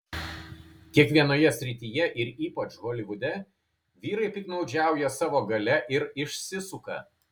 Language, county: Lithuanian, Kaunas